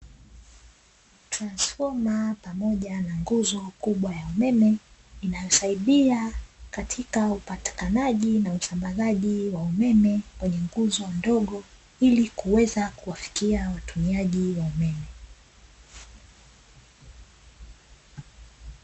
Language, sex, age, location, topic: Swahili, female, 25-35, Dar es Salaam, government